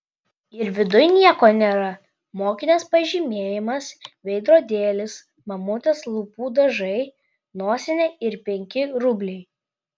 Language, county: Lithuanian, Klaipėda